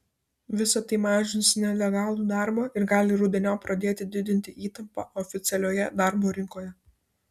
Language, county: Lithuanian, Vilnius